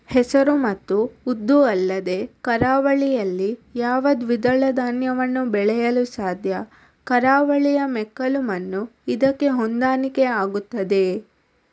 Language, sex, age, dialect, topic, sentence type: Kannada, female, 25-30, Coastal/Dakshin, agriculture, question